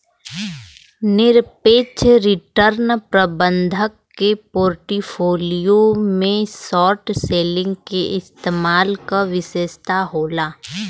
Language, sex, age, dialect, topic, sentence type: Bhojpuri, female, 18-24, Western, banking, statement